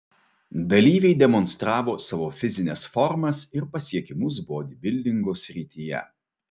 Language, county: Lithuanian, Vilnius